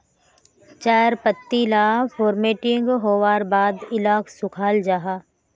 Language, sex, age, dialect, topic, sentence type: Magahi, female, 18-24, Northeastern/Surjapuri, agriculture, statement